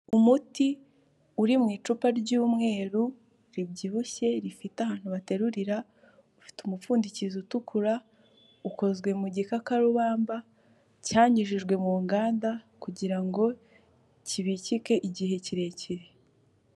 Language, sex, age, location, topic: Kinyarwanda, female, 18-24, Kigali, health